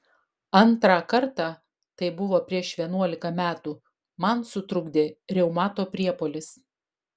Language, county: Lithuanian, Vilnius